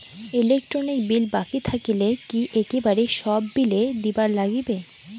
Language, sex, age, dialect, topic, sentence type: Bengali, female, <18, Rajbangshi, banking, question